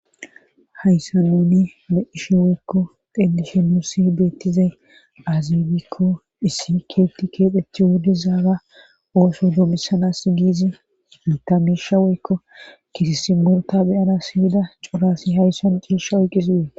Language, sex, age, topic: Gamo, female, 25-35, government